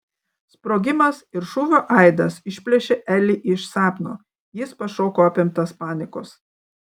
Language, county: Lithuanian, Kaunas